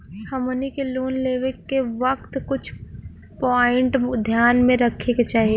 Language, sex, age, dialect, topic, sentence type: Bhojpuri, female, 18-24, Southern / Standard, banking, question